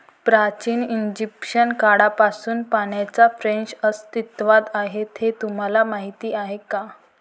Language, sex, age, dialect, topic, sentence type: Marathi, female, 18-24, Varhadi, agriculture, statement